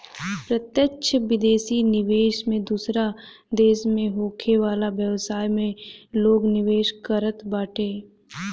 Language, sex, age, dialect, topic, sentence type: Bhojpuri, female, 18-24, Northern, banking, statement